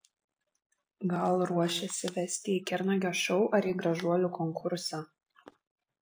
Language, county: Lithuanian, Vilnius